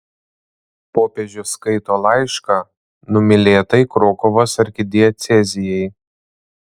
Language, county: Lithuanian, Panevėžys